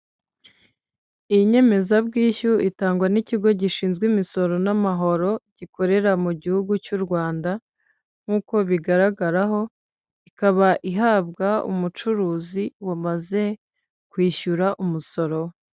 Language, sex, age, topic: Kinyarwanda, female, 25-35, finance